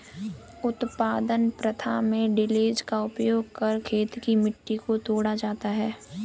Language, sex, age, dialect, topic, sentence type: Hindi, male, 36-40, Kanauji Braj Bhasha, agriculture, statement